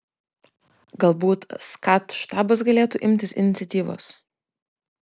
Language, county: Lithuanian, Klaipėda